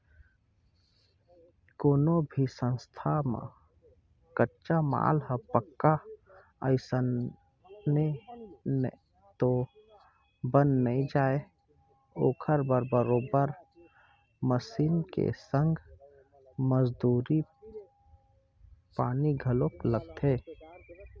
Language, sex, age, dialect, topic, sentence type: Chhattisgarhi, male, 31-35, Central, banking, statement